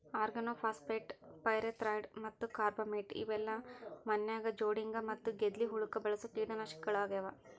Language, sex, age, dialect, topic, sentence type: Kannada, female, 18-24, Dharwad Kannada, agriculture, statement